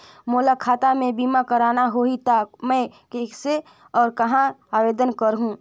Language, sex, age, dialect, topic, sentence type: Chhattisgarhi, female, 25-30, Northern/Bhandar, banking, question